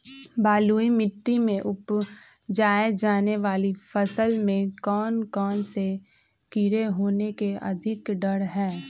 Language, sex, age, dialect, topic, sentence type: Magahi, female, 25-30, Western, agriculture, question